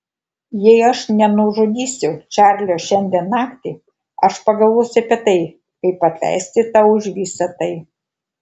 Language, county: Lithuanian, Kaunas